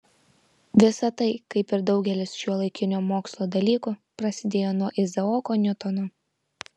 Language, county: Lithuanian, Vilnius